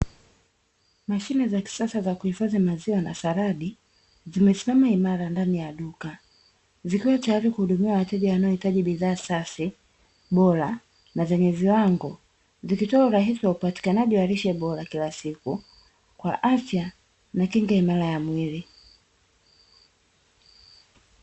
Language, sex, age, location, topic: Swahili, female, 36-49, Dar es Salaam, finance